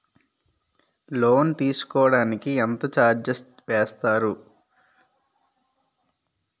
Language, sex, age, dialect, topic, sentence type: Telugu, male, 18-24, Utterandhra, banking, question